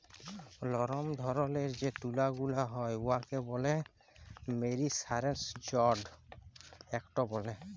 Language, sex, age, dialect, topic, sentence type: Bengali, male, 18-24, Jharkhandi, agriculture, statement